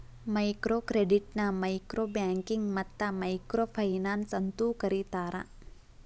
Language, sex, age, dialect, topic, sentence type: Kannada, female, 18-24, Dharwad Kannada, banking, statement